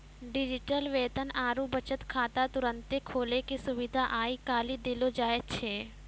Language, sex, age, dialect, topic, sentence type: Maithili, female, 51-55, Angika, banking, statement